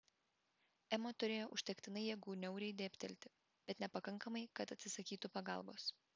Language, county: Lithuanian, Vilnius